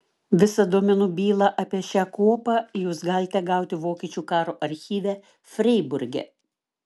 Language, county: Lithuanian, Klaipėda